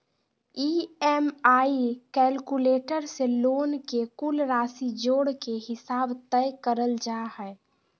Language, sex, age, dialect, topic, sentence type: Magahi, female, 56-60, Southern, banking, statement